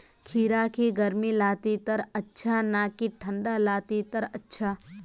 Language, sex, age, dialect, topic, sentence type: Magahi, female, 18-24, Northeastern/Surjapuri, agriculture, question